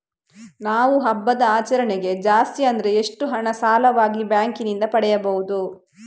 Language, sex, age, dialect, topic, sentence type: Kannada, female, 25-30, Coastal/Dakshin, banking, question